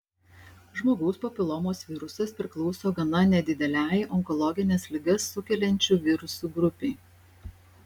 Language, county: Lithuanian, Šiauliai